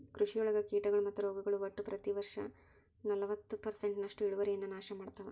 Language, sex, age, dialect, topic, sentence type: Kannada, female, 18-24, Dharwad Kannada, agriculture, statement